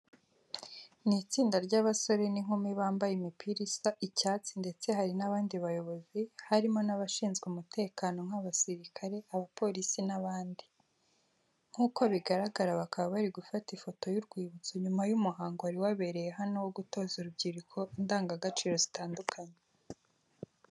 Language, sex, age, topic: Kinyarwanda, female, 18-24, education